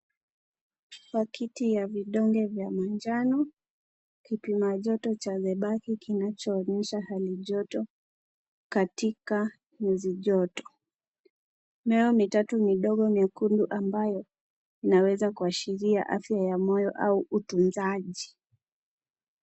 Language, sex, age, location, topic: Swahili, female, 18-24, Kisii, health